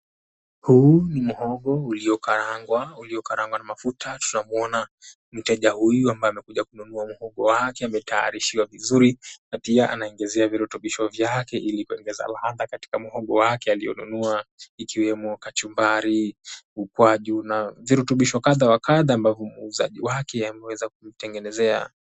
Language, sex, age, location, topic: Swahili, male, 18-24, Mombasa, agriculture